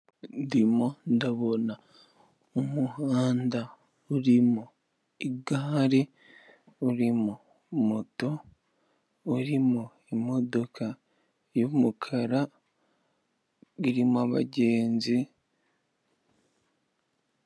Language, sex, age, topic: Kinyarwanda, male, 18-24, government